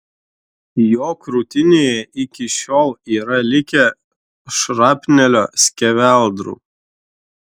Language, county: Lithuanian, Šiauliai